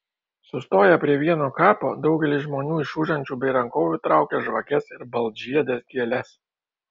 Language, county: Lithuanian, Kaunas